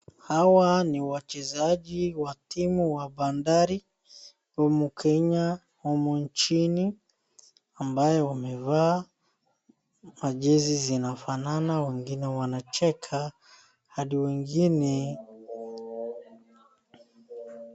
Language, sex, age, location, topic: Swahili, male, 18-24, Wajir, government